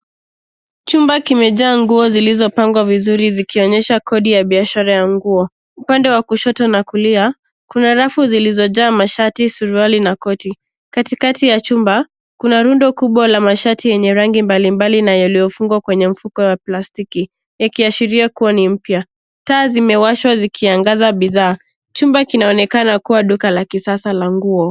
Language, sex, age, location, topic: Swahili, female, 18-24, Nairobi, finance